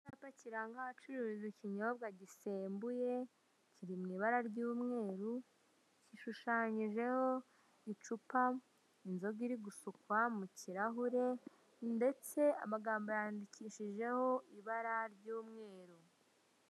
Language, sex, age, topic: Kinyarwanda, male, 25-35, finance